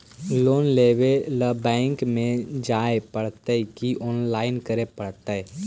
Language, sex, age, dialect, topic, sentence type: Magahi, male, 18-24, Central/Standard, banking, question